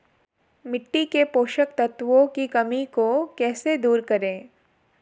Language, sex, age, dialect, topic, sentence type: Hindi, female, 18-24, Marwari Dhudhari, agriculture, question